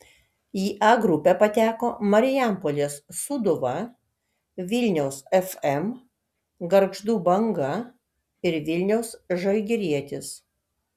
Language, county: Lithuanian, Kaunas